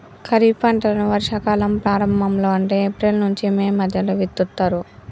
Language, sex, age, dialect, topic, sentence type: Telugu, male, 25-30, Telangana, agriculture, statement